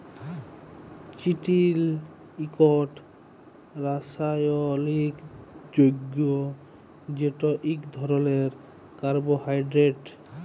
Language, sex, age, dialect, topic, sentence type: Bengali, male, 25-30, Jharkhandi, agriculture, statement